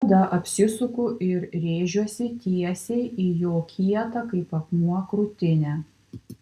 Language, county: Lithuanian, Kaunas